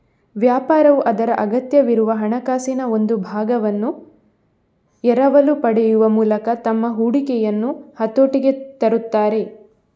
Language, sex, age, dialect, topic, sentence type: Kannada, female, 18-24, Coastal/Dakshin, banking, statement